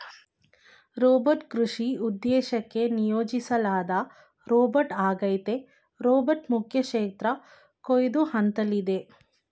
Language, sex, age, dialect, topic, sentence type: Kannada, female, 25-30, Mysore Kannada, agriculture, statement